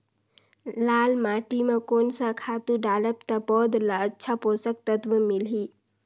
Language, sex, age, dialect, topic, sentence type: Chhattisgarhi, female, 18-24, Northern/Bhandar, agriculture, question